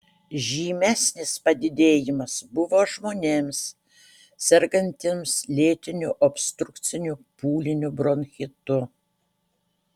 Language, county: Lithuanian, Utena